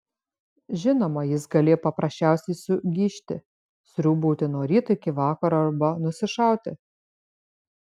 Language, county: Lithuanian, Šiauliai